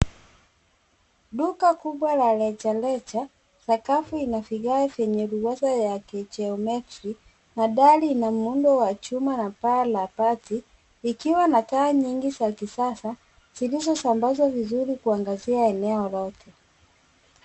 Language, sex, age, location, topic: Swahili, female, 36-49, Nairobi, finance